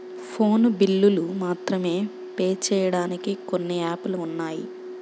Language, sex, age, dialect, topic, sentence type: Telugu, male, 31-35, Central/Coastal, banking, statement